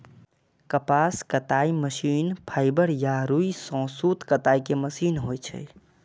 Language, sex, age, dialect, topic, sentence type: Maithili, male, 41-45, Eastern / Thethi, agriculture, statement